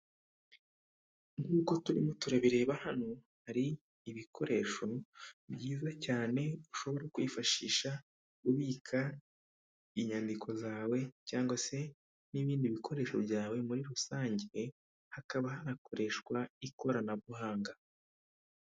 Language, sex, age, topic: Kinyarwanda, male, 25-35, government